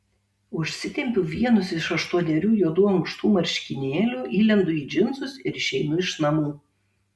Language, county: Lithuanian, Tauragė